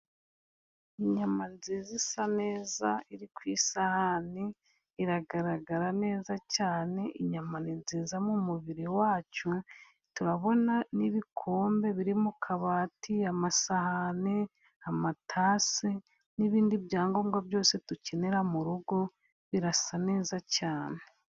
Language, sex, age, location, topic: Kinyarwanda, female, 50+, Musanze, finance